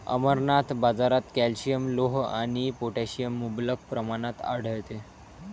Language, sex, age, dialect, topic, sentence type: Marathi, male, 18-24, Varhadi, agriculture, statement